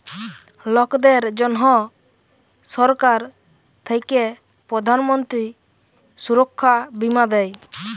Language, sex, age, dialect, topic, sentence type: Bengali, male, 18-24, Jharkhandi, banking, statement